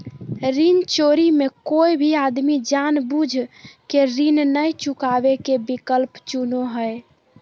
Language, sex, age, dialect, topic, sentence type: Magahi, female, 56-60, Southern, banking, statement